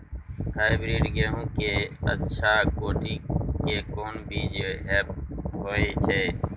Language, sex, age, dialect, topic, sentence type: Maithili, male, 41-45, Bajjika, agriculture, question